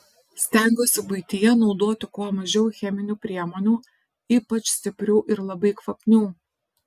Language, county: Lithuanian, Alytus